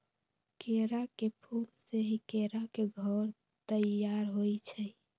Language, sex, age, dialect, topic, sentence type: Magahi, female, 18-24, Western, agriculture, statement